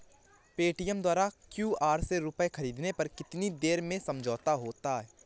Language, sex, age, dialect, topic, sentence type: Hindi, male, 18-24, Awadhi Bundeli, banking, question